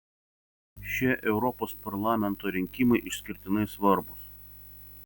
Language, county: Lithuanian, Vilnius